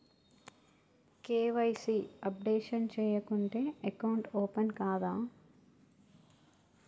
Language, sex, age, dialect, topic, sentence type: Telugu, male, 36-40, Telangana, banking, question